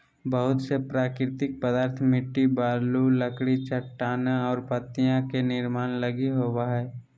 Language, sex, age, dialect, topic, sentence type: Magahi, male, 18-24, Southern, agriculture, statement